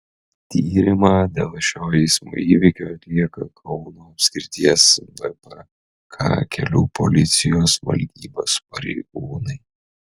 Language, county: Lithuanian, Utena